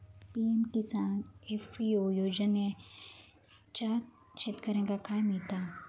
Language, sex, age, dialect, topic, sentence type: Marathi, female, 25-30, Southern Konkan, agriculture, question